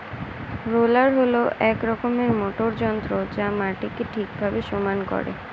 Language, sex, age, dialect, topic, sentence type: Bengali, female, 18-24, Standard Colloquial, agriculture, statement